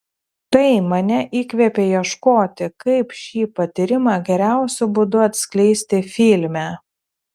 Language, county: Lithuanian, Telšiai